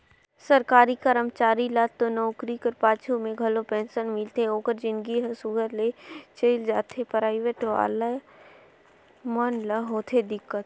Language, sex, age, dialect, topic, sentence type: Chhattisgarhi, female, 18-24, Northern/Bhandar, banking, statement